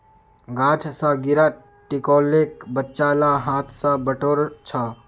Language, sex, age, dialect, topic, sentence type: Magahi, female, 56-60, Northeastern/Surjapuri, agriculture, statement